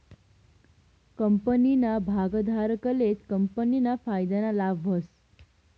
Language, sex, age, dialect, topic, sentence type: Marathi, female, 18-24, Northern Konkan, banking, statement